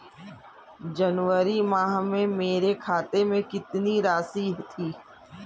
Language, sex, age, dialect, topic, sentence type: Hindi, male, 41-45, Kanauji Braj Bhasha, banking, question